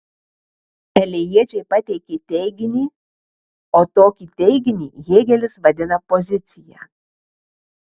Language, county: Lithuanian, Marijampolė